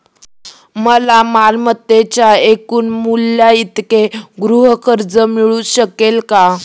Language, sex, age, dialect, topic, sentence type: Marathi, female, 18-24, Standard Marathi, banking, question